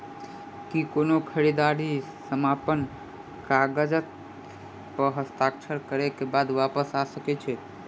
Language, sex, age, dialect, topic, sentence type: Maithili, male, 18-24, Southern/Standard, banking, question